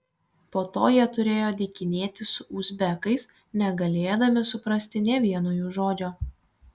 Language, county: Lithuanian, Kaunas